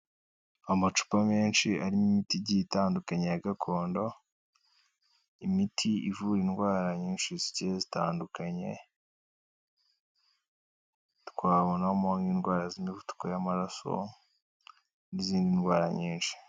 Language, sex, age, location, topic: Kinyarwanda, male, 18-24, Kigali, health